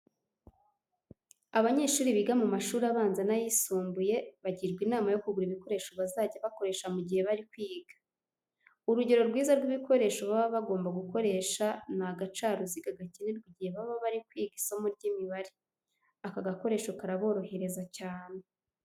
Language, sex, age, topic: Kinyarwanda, female, 18-24, education